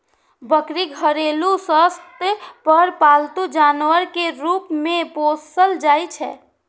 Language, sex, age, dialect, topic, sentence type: Maithili, female, 46-50, Eastern / Thethi, agriculture, statement